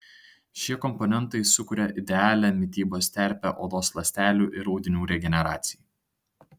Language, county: Lithuanian, Tauragė